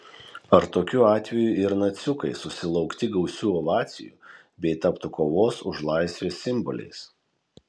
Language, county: Lithuanian, Kaunas